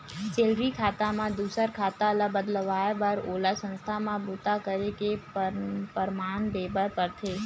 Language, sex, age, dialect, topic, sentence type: Chhattisgarhi, female, 18-24, Western/Budati/Khatahi, banking, statement